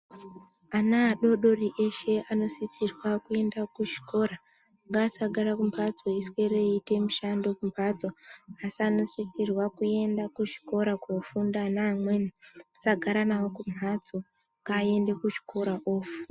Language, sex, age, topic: Ndau, female, 25-35, education